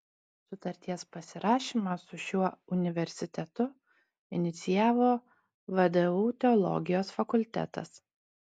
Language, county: Lithuanian, Utena